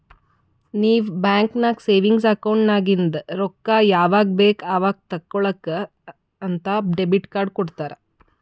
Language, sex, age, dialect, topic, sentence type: Kannada, female, 25-30, Northeastern, banking, statement